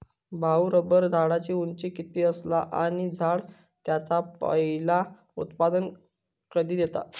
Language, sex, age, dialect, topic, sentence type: Marathi, male, 41-45, Southern Konkan, agriculture, statement